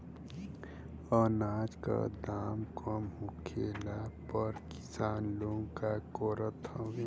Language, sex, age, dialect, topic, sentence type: Bhojpuri, female, 18-24, Western, agriculture, question